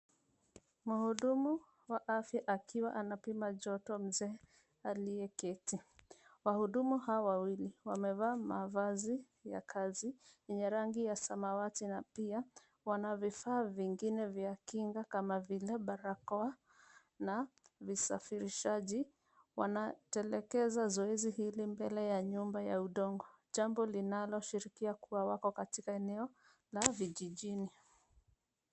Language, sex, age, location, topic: Swahili, female, 25-35, Nairobi, health